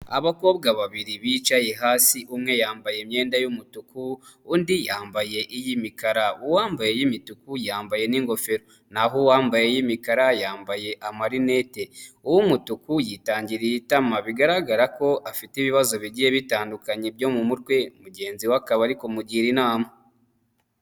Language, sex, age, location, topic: Kinyarwanda, male, 25-35, Huye, health